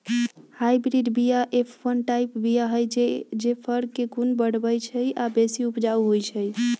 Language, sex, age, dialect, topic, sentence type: Magahi, female, 25-30, Western, agriculture, statement